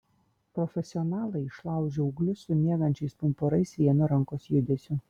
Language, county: Lithuanian, Kaunas